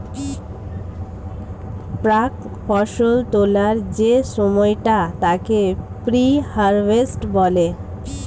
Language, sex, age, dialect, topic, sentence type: Bengali, female, 25-30, Standard Colloquial, agriculture, statement